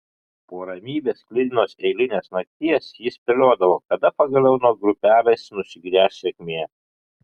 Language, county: Lithuanian, Kaunas